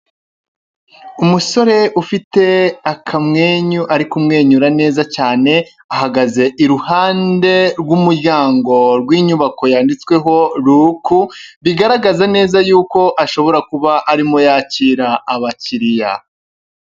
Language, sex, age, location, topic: Kinyarwanda, male, 25-35, Huye, finance